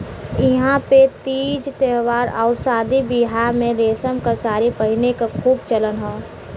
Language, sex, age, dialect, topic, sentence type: Bhojpuri, female, 18-24, Western, agriculture, statement